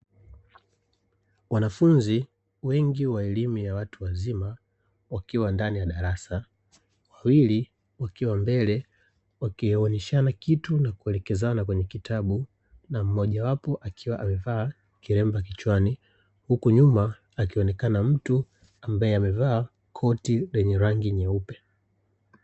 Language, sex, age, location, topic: Swahili, male, 36-49, Dar es Salaam, education